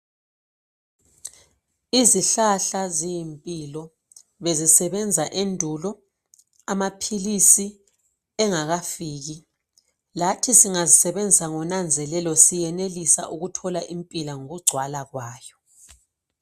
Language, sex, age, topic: North Ndebele, female, 36-49, health